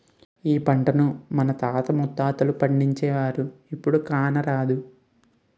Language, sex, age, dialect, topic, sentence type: Telugu, male, 18-24, Utterandhra, agriculture, statement